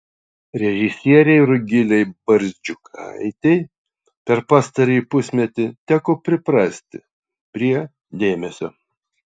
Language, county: Lithuanian, Utena